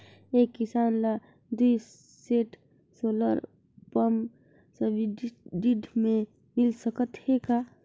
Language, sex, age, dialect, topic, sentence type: Chhattisgarhi, female, 25-30, Northern/Bhandar, agriculture, question